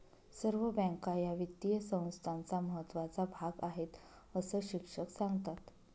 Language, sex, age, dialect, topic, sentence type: Marathi, female, 25-30, Northern Konkan, banking, statement